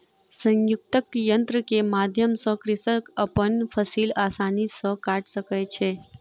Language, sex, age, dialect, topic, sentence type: Maithili, female, 46-50, Southern/Standard, agriculture, statement